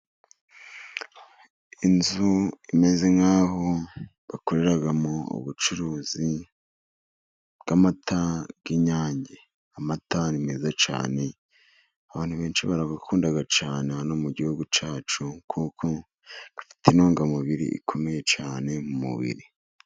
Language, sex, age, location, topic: Kinyarwanda, male, 50+, Musanze, finance